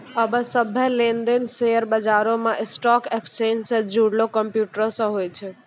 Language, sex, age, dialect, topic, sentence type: Maithili, female, 18-24, Angika, banking, statement